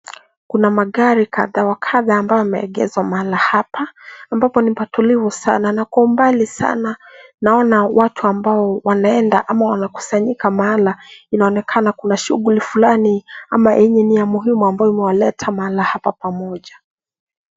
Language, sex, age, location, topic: Swahili, female, 18-24, Nairobi, finance